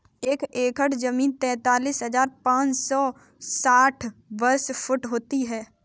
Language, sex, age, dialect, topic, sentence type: Hindi, female, 18-24, Kanauji Braj Bhasha, agriculture, statement